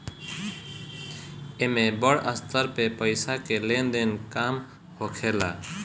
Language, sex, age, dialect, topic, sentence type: Bhojpuri, male, 25-30, Northern, banking, statement